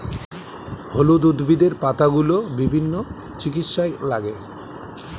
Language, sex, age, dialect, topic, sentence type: Bengali, male, 41-45, Standard Colloquial, agriculture, statement